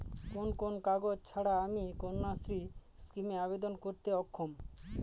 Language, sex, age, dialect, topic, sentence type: Bengali, male, 36-40, Northern/Varendri, banking, question